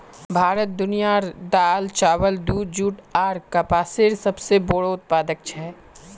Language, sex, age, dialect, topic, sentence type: Magahi, male, 18-24, Northeastern/Surjapuri, agriculture, statement